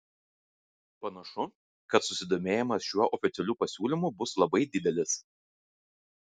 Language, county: Lithuanian, Vilnius